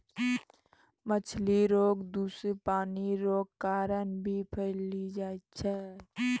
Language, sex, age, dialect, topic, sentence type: Maithili, female, 18-24, Angika, agriculture, statement